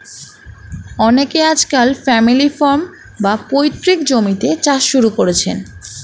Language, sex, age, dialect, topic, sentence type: Bengali, female, 18-24, Standard Colloquial, agriculture, statement